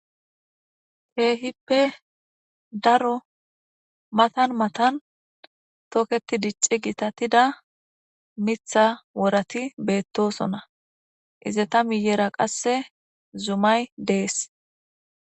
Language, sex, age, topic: Gamo, female, 18-24, government